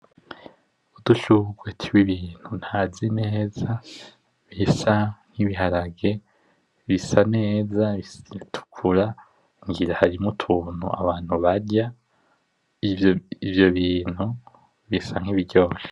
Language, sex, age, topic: Rundi, male, 18-24, agriculture